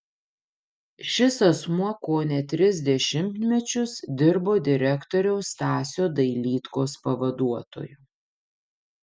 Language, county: Lithuanian, Panevėžys